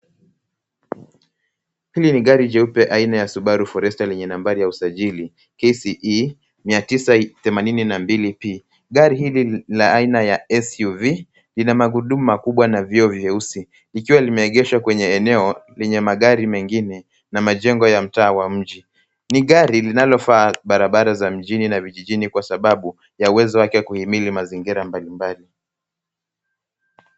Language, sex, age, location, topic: Swahili, male, 18-24, Nairobi, finance